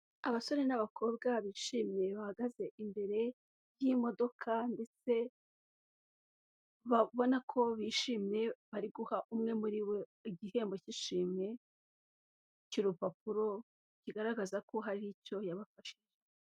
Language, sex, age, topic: Kinyarwanda, female, 18-24, health